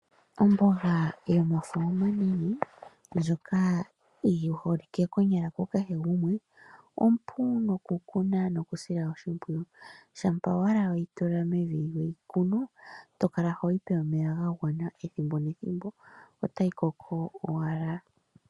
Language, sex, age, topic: Oshiwambo, female, 25-35, agriculture